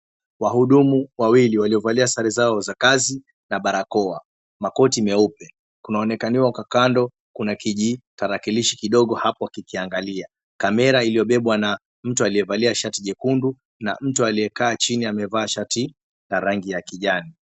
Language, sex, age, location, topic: Swahili, male, 25-35, Mombasa, health